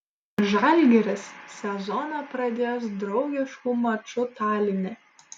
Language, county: Lithuanian, Šiauliai